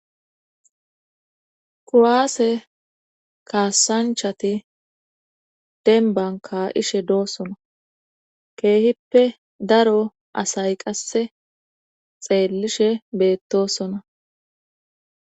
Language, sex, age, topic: Gamo, female, 25-35, government